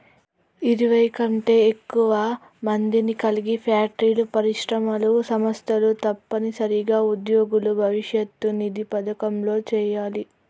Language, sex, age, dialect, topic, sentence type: Telugu, female, 36-40, Telangana, banking, statement